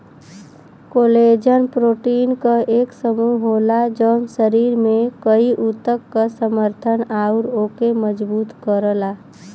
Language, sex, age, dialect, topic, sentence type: Bhojpuri, female, 18-24, Western, agriculture, statement